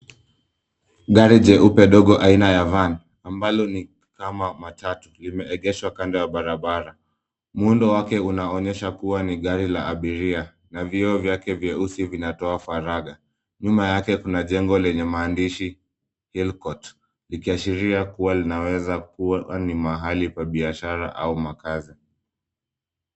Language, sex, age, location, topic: Swahili, male, 25-35, Nairobi, finance